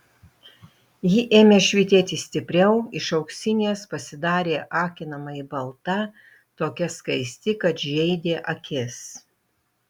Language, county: Lithuanian, Utena